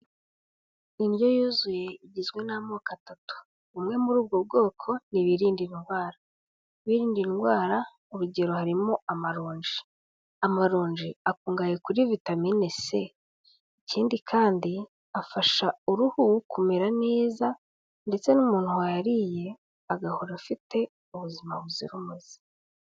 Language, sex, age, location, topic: Kinyarwanda, female, 18-24, Kigali, health